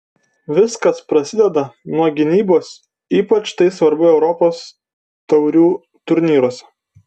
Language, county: Lithuanian, Vilnius